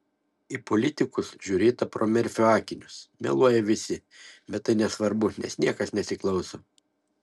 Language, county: Lithuanian, Šiauliai